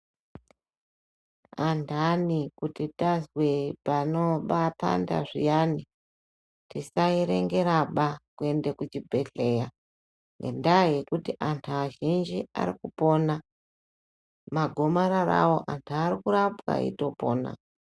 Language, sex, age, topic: Ndau, male, 25-35, health